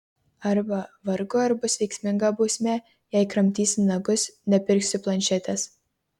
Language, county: Lithuanian, Kaunas